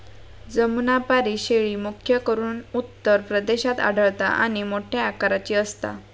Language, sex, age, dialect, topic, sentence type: Marathi, female, 56-60, Southern Konkan, agriculture, statement